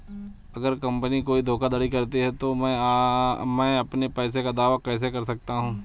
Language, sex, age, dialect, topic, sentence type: Hindi, male, 25-30, Marwari Dhudhari, banking, question